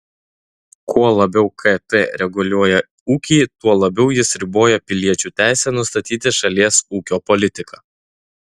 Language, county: Lithuanian, Utena